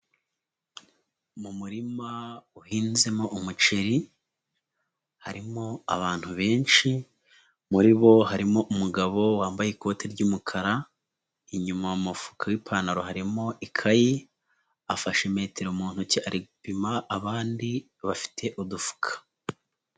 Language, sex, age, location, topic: Kinyarwanda, female, 25-35, Huye, agriculture